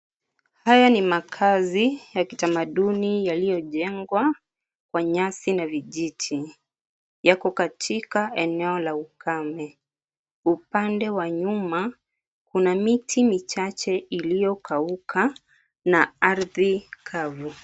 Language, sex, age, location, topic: Swahili, female, 25-35, Kisii, health